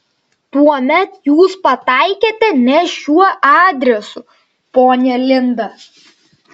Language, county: Lithuanian, Šiauliai